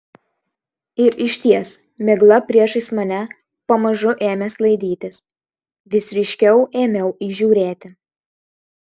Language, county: Lithuanian, Alytus